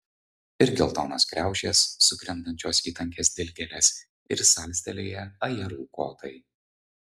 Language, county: Lithuanian, Vilnius